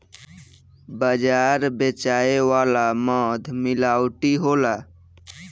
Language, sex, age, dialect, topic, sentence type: Bhojpuri, male, 18-24, Southern / Standard, agriculture, statement